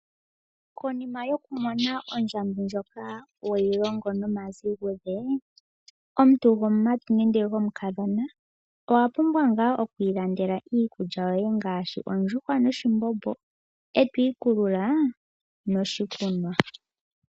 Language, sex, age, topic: Oshiwambo, male, 18-24, agriculture